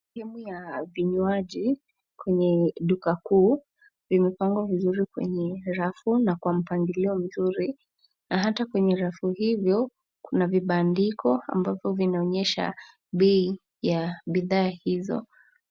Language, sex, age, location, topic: Swahili, female, 18-24, Nairobi, finance